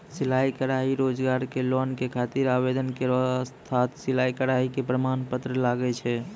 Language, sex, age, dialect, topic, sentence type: Maithili, male, 25-30, Angika, banking, question